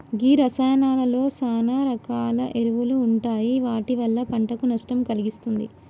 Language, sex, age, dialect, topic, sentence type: Telugu, female, 25-30, Telangana, agriculture, statement